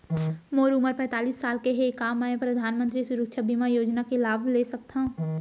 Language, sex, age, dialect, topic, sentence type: Chhattisgarhi, female, 60-100, Central, banking, question